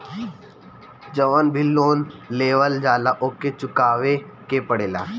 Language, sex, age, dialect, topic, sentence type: Bhojpuri, male, 18-24, Northern, banking, statement